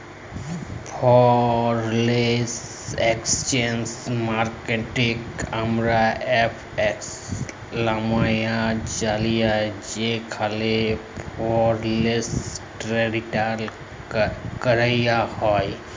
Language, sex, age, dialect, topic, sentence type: Bengali, male, 25-30, Jharkhandi, banking, statement